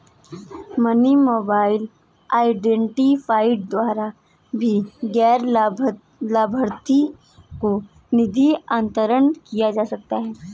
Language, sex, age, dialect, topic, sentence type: Hindi, female, 18-24, Kanauji Braj Bhasha, banking, statement